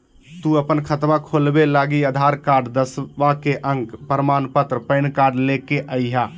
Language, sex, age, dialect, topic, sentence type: Magahi, male, 18-24, Southern, banking, question